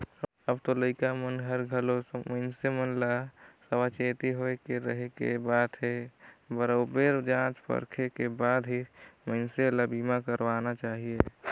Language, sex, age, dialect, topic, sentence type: Chhattisgarhi, male, 18-24, Northern/Bhandar, banking, statement